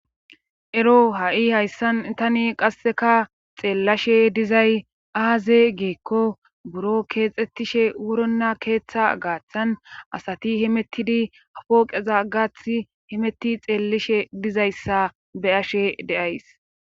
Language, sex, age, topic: Gamo, female, 25-35, government